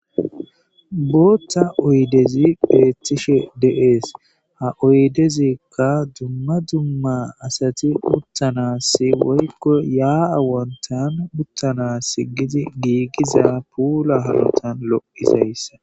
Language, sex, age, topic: Gamo, male, 25-35, government